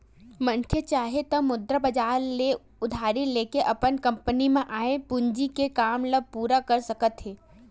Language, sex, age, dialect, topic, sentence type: Chhattisgarhi, female, 18-24, Western/Budati/Khatahi, banking, statement